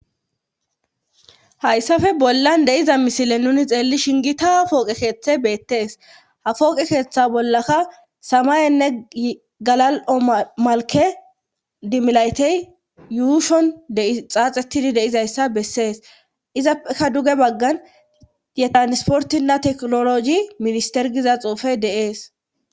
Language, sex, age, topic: Gamo, female, 25-35, government